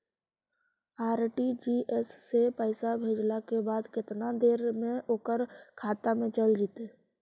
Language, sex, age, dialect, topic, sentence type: Magahi, female, 18-24, Central/Standard, banking, question